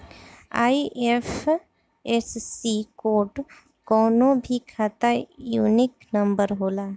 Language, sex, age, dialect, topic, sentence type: Bhojpuri, female, 25-30, Northern, banking, statement